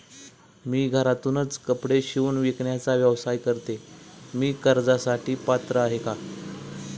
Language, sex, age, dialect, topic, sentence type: Marathi, male, 25-30, Standard Marathi, banking, question